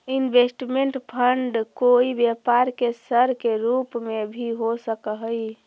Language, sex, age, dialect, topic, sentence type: Magahi, female, 41-45, Central/Standard, agriculture, statement